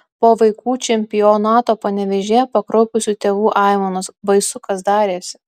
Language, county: Lithuanian, Alytus